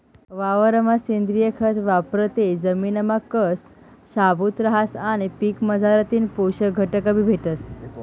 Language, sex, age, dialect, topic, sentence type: Marathi, female, 18-24, Northern Konkan, agriculture, statement